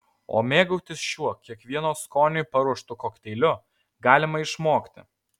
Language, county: Lithuanian, Alytus